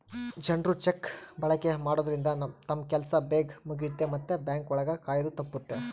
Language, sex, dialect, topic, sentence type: Kannada, male, Central, banking, statement